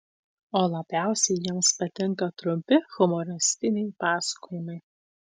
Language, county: Lithuanian, Tauragė